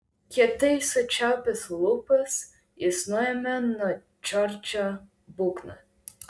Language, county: Lithuanian, Klaipėda